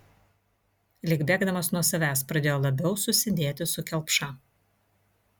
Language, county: Lithuanian, Vilnius